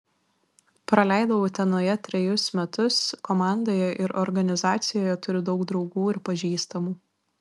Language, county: Lithuanian, Vilnius